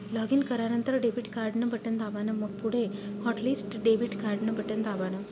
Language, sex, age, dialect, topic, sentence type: Marathi, female, 18-24, Northern Konkan, banking, statement